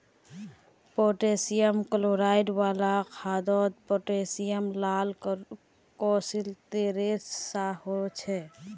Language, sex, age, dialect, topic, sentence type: Magahi, female, 18-24, Northeastern/Surjapuri, agriculture, statement